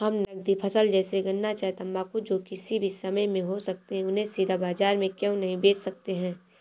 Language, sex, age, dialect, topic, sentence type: Hindi, female, 18-24, Awadhi Bundeli, agriculture, question